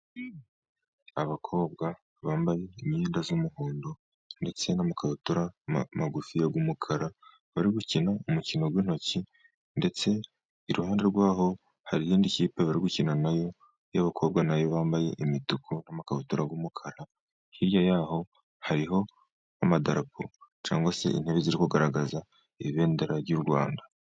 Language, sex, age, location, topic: Kinyarwanda, male, 50+, Musanze, government